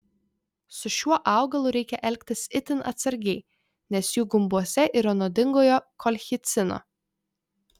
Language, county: Lithuanian, Vilnius